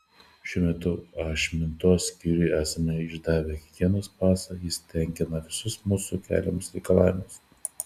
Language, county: Lithuanian, Šiauliai